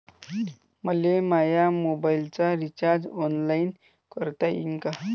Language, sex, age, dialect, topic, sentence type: Marathi, male, 18-24, Varhadi, banking, question